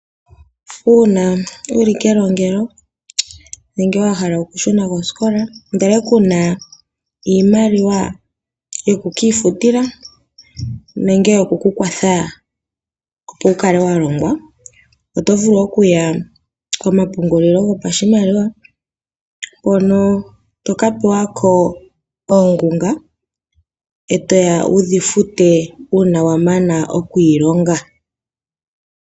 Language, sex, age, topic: Oshiwambo, female, 18-24, finance